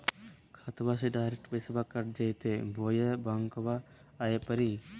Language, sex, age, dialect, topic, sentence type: Magahi, male, 18-24, Southern, banking, question